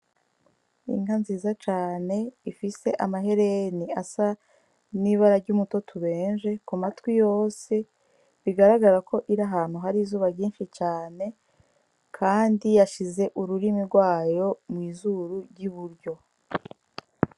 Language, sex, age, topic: Rundi, female, 25-35, agriculture